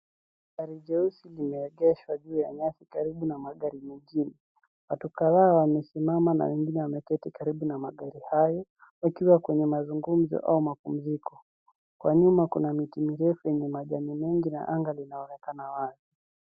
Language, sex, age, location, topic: Swahili, female, 36-49, Nairobi, finance